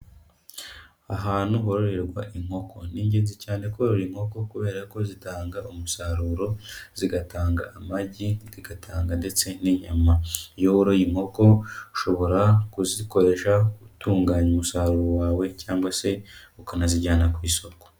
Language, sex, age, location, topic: Kinyarwanda, male, 25-35, Kigali, agriculture